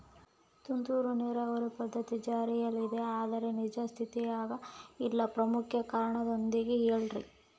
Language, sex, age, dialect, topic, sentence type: Kannada, female, 25-30, Central, agriculture, question